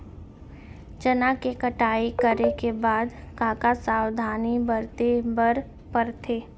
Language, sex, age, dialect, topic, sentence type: Chhattisgarhi, female, 25-30, Central, agriculture, question